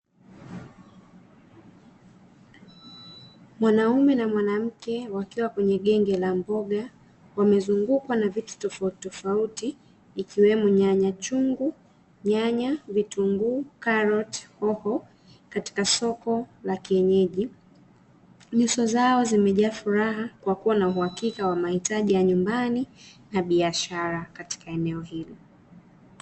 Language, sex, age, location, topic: Swahili, female, 25-35, Dar es Salaam, finance